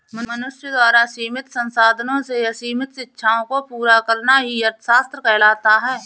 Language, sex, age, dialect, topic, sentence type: Hindi, female, 31-35, Awadhi Bundeli, banking, statement